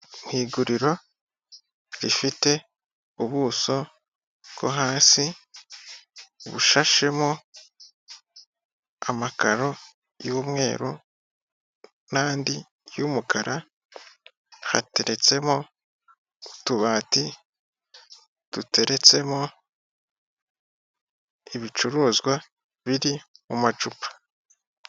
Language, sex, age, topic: Kinyarwanda, male, 18-24, finance